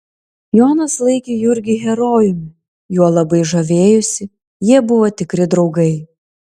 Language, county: Lithuanian, Klaipėda